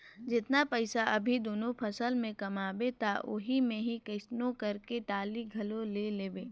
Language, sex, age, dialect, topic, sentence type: Chhattisgarhi, female, 18-24, Northern/Bhandar, banking, statement